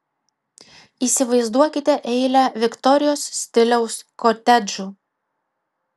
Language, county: Lithuanian, Kaunas